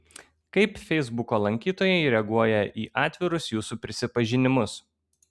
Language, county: Lithuanian, Kaunas